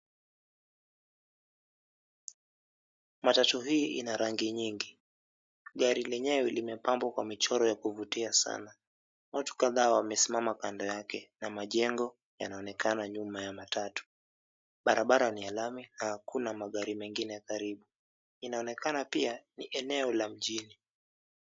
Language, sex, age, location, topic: Swahili, male, 25-35, Mombasa, government